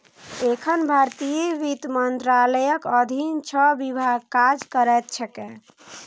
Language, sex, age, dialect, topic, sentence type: Maithili, female, 18-24, Eastern / Thethi, banking, statement